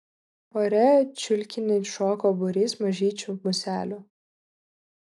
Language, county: Lithuanian, Klaipėda